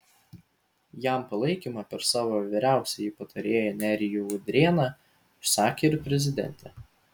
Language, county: Lithuanian, Vilnius